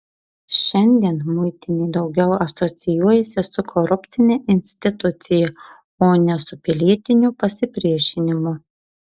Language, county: Lithuanian, Marijampolė